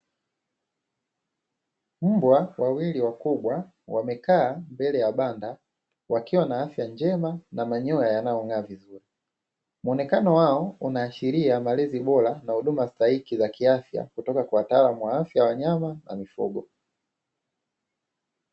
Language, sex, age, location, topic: Swahili, male, 25-35, Dar es Salaam, agriculture